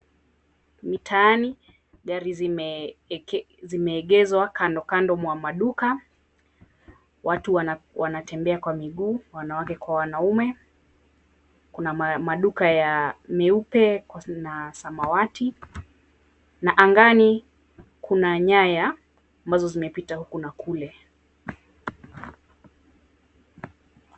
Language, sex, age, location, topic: Swahili, female, 25-35, Mombasa, government